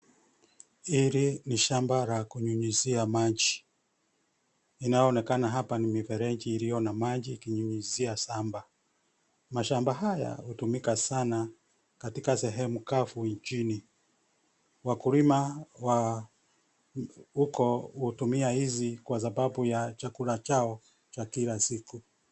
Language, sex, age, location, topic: Swahili, male, 50+, Nairobi, agriculture